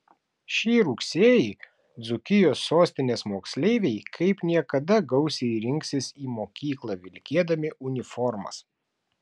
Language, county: Lithuanian, Klaipėda